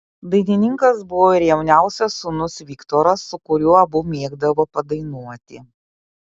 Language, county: Lithuanian, Kaunas